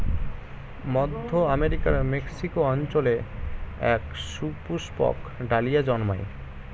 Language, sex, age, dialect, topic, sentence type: Bengali, male, 18-24, Standard Colloquial, agriculture, statement